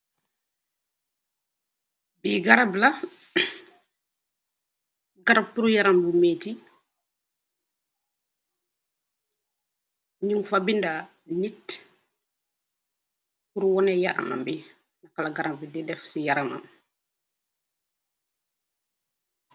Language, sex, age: Wolof, female, 25-35